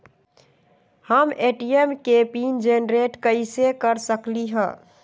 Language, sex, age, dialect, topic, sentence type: Magahi, female, 18-24, Western, banking, question